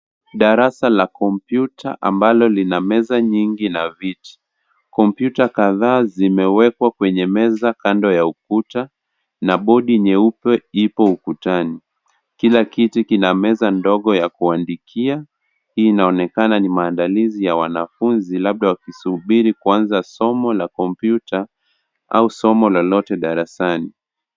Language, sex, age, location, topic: Swahili, male, 25-35, Kisii, education